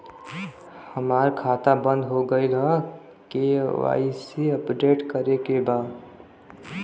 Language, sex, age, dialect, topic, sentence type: Bhojpuri, male, 41-45, Western, banking, question